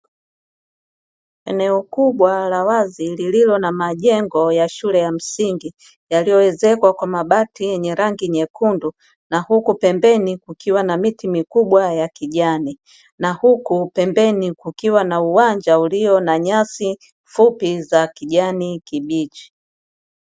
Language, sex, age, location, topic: Swahili, female, 25-35, Dar es Salaam, education